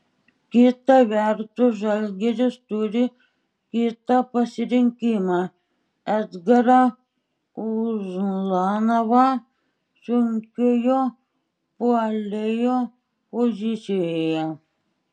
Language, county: Lithuanian, Šiauliai